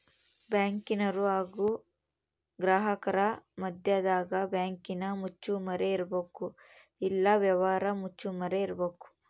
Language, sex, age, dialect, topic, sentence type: Kannada, female, 18-24, Central, banking, statement